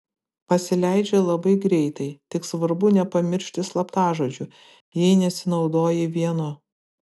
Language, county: Lithuanian, Utena